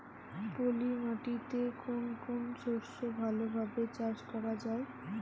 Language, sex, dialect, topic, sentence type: Bengali, female, Rajbangshi, agriculture, question